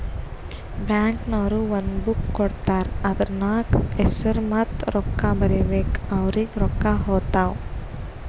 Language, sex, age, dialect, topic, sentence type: Kannada, female, 18-24, Northeastern, banking, statement